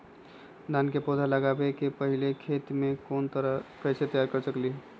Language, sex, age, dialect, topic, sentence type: Magahi, male, 25-30, Western, agriculture, question